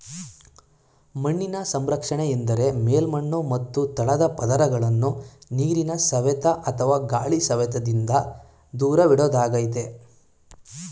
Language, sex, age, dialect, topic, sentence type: Kannada, male, 18-24, Mysore Kannada, agriculture, statement